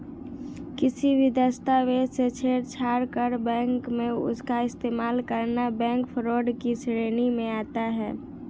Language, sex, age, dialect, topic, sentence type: Hindi, female, 18-24, Marwari Dhudhari, banking, statement